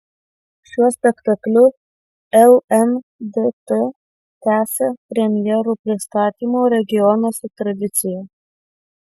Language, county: Lithuanian, Kaunas